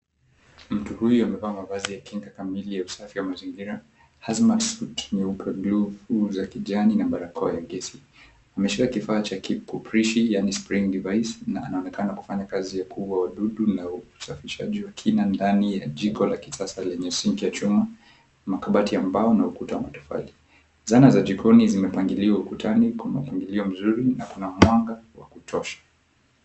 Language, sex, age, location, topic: Swahili, male, 25-35, Mombasa, health